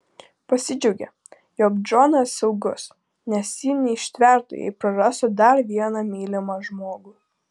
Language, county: Lithuanian, Klaipėda